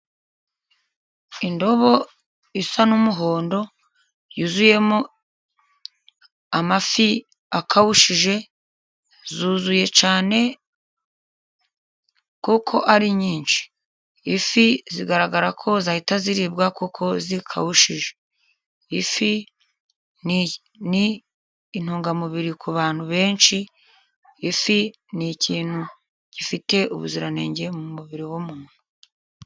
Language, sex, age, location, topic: Kinyarwanda, female, 50+, Musanze, agriculture